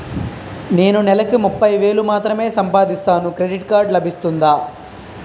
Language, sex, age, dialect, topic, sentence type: Telugu, male, 18-24, Utterandhra, banking, question